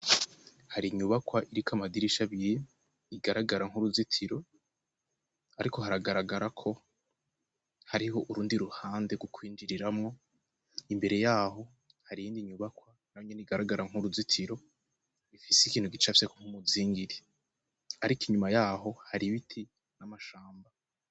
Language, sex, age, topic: Rundi, male, 18-24, education